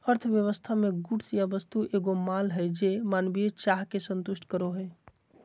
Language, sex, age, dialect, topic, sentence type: Magahi, male, 25-30, Southern, banking, statement